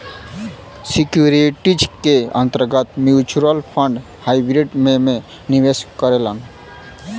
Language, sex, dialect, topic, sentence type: Bhojpuri, male, Western, banking, statement